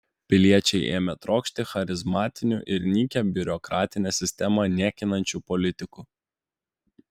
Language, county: Lithuanian, Vilnius